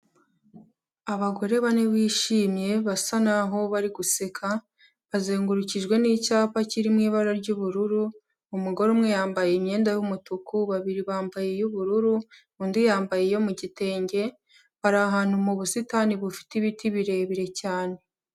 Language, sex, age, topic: Kinyarwanda, female, 18-24, health